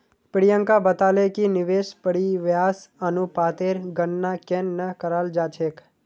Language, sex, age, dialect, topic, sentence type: Magahi, male, 18-24, Northeastern/Surjapuri, banking, statement